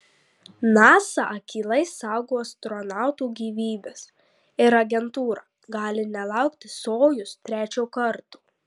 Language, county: Lithuanian, Marijampolė